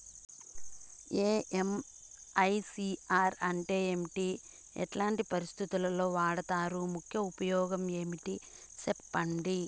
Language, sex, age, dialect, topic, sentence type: Telugu, female, 31-35, Southern, banking, question